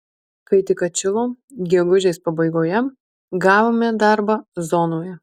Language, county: Lithuanian, Marijampolė